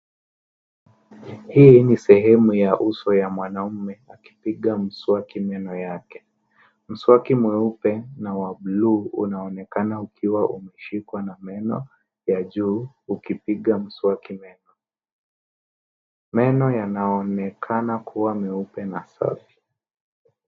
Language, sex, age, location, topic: Swahili, male, 18-24, Nairobi, health